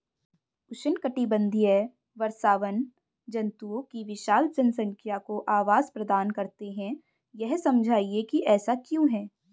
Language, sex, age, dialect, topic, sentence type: Hindi, female, 25-30, Hindustani Malvi Khadi Boli, agriculture, question